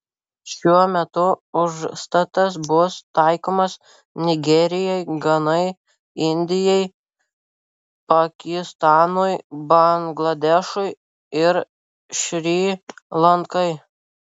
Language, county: Lithuanian, Vilnius